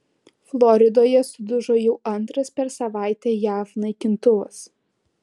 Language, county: Lithuanian, Alytus